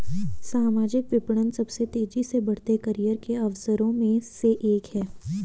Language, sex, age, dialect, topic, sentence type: Hindi, female, 25-30, Garhwali, banking, statement